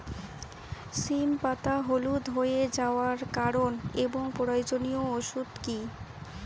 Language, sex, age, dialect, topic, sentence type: Bengali, female, 18-24, Rajbangshi, agriculture, question